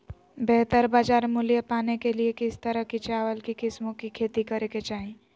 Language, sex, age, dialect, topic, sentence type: Magahi, female, 18-24, Southern, agriculture, question